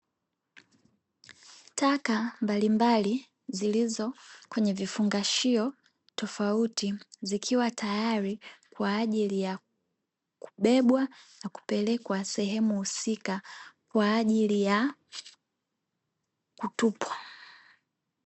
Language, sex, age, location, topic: Swahili, female, 18-24, Dar es Salaam, government